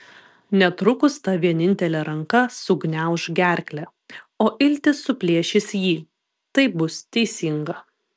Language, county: Lithuanian, Vilnius